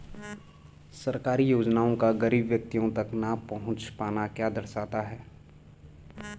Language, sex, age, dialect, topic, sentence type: Hindi, male, 18-24, Garhwali, banking, question